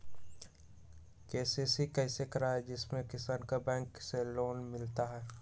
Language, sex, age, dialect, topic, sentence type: Magahi, male, 18-24, Western, agriculture, question